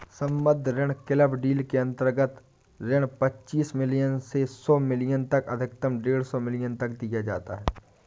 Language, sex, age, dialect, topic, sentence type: Hindi, male, 18-24, Awadhi Bundeli, banking, statement